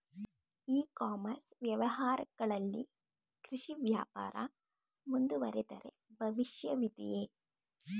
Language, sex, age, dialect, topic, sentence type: Kannada, female, 18-24, Mysore Kannada, agriculture, question